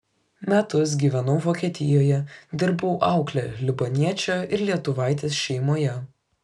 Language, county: Lithuanian, Kaunas